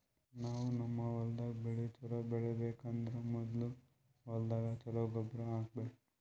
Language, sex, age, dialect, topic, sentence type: Kannada, male, 18-24, Northeastern, agriculture, statement